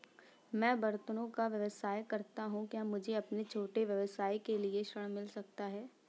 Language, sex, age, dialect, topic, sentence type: Hindi, female, 18-24, Awadhi Bundeli, banking, question